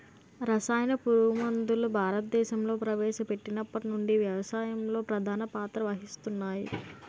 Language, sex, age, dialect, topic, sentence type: Telugu, female, 18-24, Utterandhra, agriculture, statement